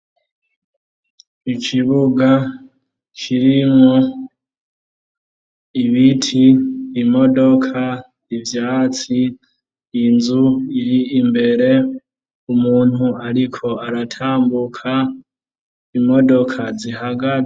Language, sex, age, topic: Rundi, female, 25-35, education